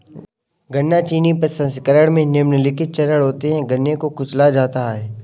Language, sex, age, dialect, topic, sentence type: Hindi, male, 18-24, Kanauji Braj Bhasha, agriculture, statement